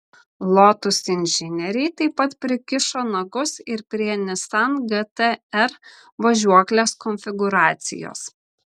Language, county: Lithuanian, Vilnius